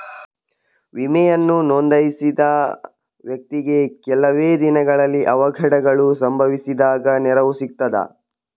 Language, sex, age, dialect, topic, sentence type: Kannada, male, 51-55, Coastal/Dakshin, banking, question